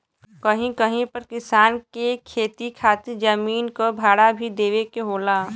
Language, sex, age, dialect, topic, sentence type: Bhojpuri, female, 18-24, Western, agriculture, statement